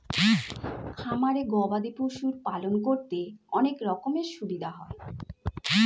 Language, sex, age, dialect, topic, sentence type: Bengali, female, 41-45, Standard Colloquial, agriculture, statement